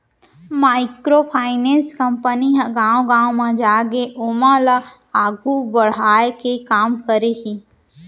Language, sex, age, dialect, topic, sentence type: Chhattisgarhi, female, 18-24, Central, banking, statement